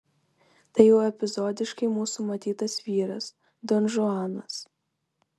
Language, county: Lithuanian, Vilnius